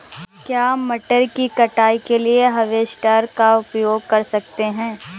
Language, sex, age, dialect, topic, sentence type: Hindi, female, 18-24, Awadhi Bundeli, agriculture, question